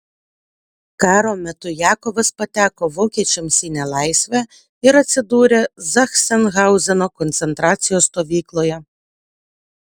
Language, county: Lithuanian, Utena